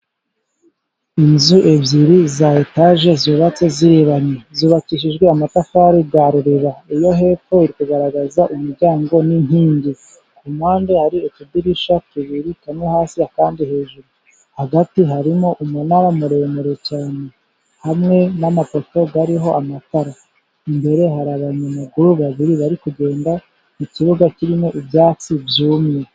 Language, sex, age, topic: Kinyarwanda, male, 25-35, government